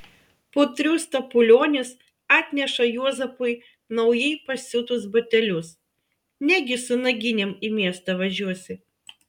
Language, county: Lithuanian, Vilnius